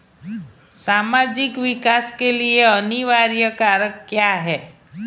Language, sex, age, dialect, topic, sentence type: Hindi, female, 51-55, Marwari Dhudhari, banking, question